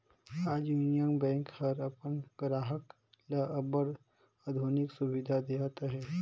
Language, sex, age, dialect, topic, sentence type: Chhattisgarhi, male, 18-24, Northern/Bhandar, banking, statement